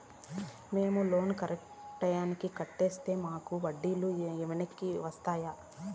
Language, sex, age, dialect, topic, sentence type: Telugu, female, 31-35, Southern, banking, question